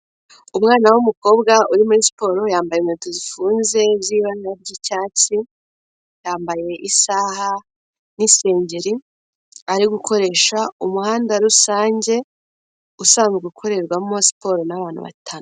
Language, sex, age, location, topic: Kinyarwanda, female, 18-24, Kigali, health